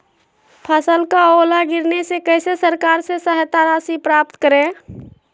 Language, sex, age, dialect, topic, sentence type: Magahi, female, 18-24, Western, agriculture, question